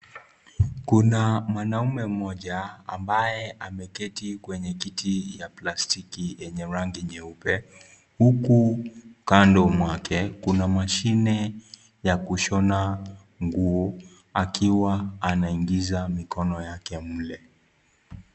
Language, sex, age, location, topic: Swahili, male, 25-35, Kisii, health